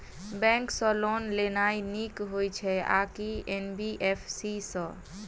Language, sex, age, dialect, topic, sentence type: Maithili, female, 18-24, Southern/Standard, banking, question